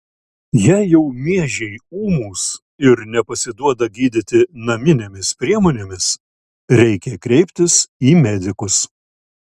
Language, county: Lithuanian, Šiauliai